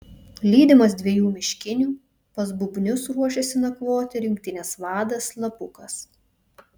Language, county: Lithuanian, Vilnius